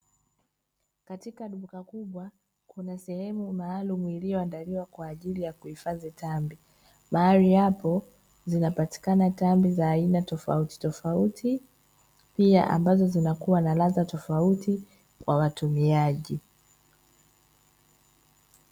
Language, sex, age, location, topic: Swahili, female, 25-35, Dar es Salaam, finance